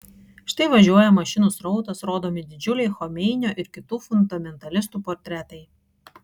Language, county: Lithuanian, Kaunas